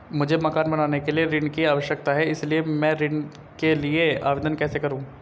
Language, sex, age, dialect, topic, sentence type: Hindi, female, 25-30, Marwari Dhudhari, banking, question